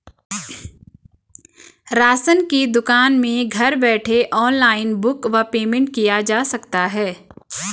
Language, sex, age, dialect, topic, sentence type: Hindi, female, 25-30, Garhwali, banking, question